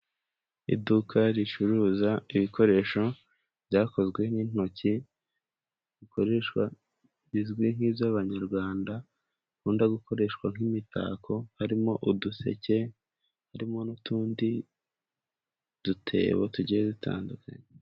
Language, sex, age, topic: Kinyarwanda, male, 18-24, finance